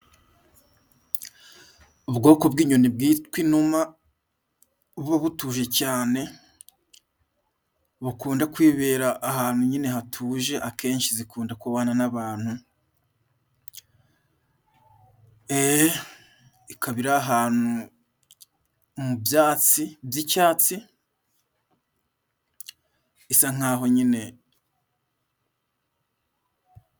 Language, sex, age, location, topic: Kinyarwanda, male, 25-35, Musanze, agriculture